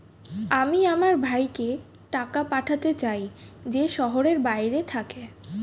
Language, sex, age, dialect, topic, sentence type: Bengali, female, 18-24, Standard Colloquial, banking, statement